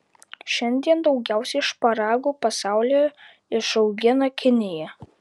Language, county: Lithuanian, Vilnius